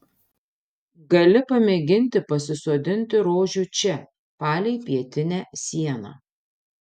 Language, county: Lithuanian, Panevėžys